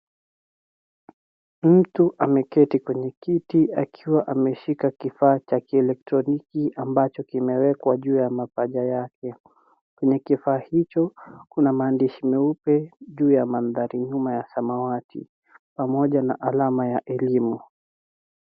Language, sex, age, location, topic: Swahili, female, 36-49, Nairobi, education